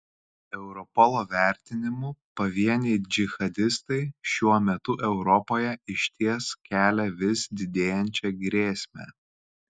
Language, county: Lithuanian, Kaunas